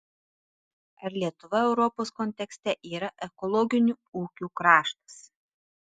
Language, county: Lithuanian, Tauragė